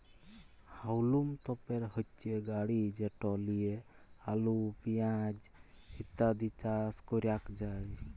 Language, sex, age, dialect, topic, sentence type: Bengali, male, 31-35, Jharkhandi, agriculture, statement